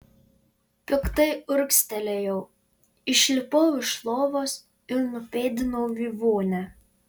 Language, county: Lithuanian, Panevėžys